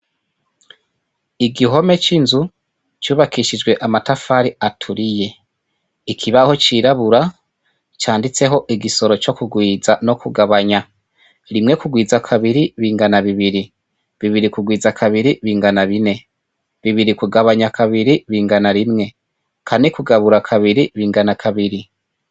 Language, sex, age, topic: Rundi, male, 25-35, education